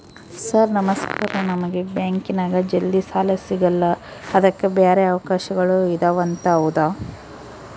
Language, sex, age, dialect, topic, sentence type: Kannada, female, 25-30, Central, banking, question